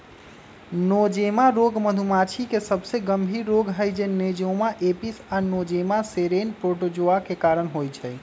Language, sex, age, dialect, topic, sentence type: Magahi, male, 25-30, Western, agriculture, statement